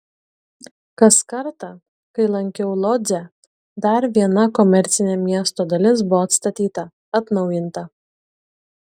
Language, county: Lithuanian, Kaunas